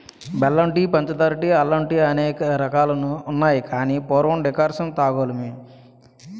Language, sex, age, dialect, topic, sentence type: Telugu, male, 31-35, Utterandhra, agriculture, statement